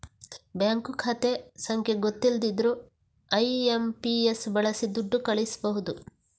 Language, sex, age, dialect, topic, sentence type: Kannada, female, 46-50, Coastal/Dakshin, banking, statement